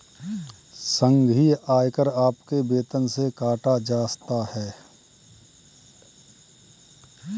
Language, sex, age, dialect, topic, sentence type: Hindi, male, 31-35, Kanauji Braj Bhasha, banking, statement